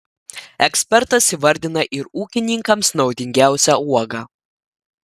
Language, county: Lithuanian, Klaipėda